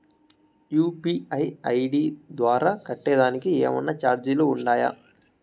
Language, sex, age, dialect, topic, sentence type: Telugu, male, 18-24, Southern, banking, question